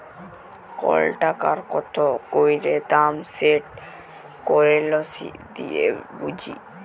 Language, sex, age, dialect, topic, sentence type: Bengali, male, 18-24, Jharkhandi, banking, statement